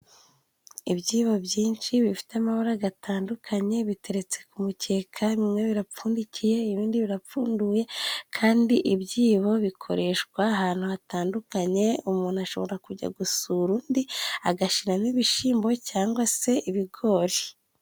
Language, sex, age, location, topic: Kinyarwanda, female, 25-35, Musanze, government